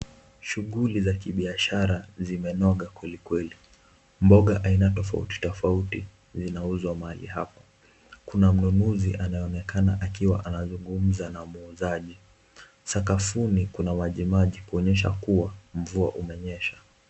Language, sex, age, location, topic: Swahili, male, 18-24, Kisumu, finance